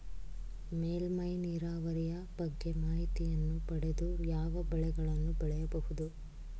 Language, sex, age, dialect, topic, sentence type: Kannada, female, 36-40, Mysore Kannada, agriculture, question